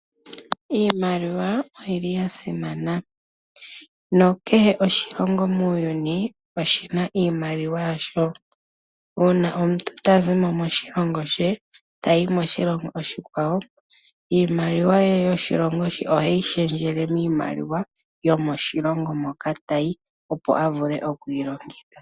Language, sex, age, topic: Oshiwambo, female, 25-35, finance